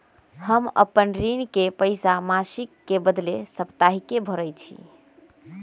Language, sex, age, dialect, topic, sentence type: Magahi, female, 25-30, Western, banking, statement